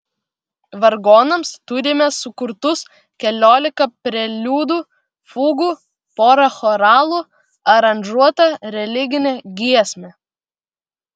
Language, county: Lithuanian, Vilnius